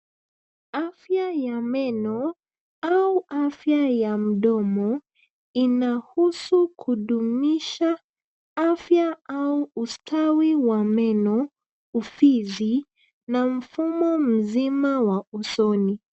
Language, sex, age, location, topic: Swahili, female, 25-35, Nairobi, health